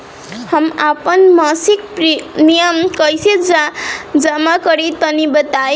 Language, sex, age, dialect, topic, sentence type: Bhojpuri, female, 18-24, Northern, banking, question